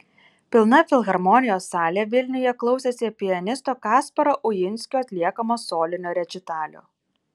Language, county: Lithuanian, Kaunas